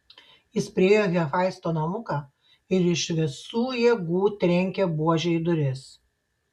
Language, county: Lithuanian, Šiauliai